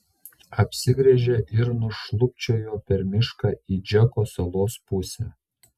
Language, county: Lithuanian, Šiauliai